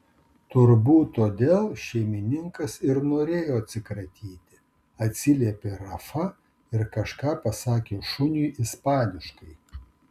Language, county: Lithuanian, Kaunas